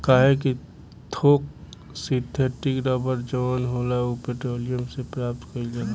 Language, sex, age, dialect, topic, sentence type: Bhojpuri, male, 18-24, Southern / Standard, agriculture, statement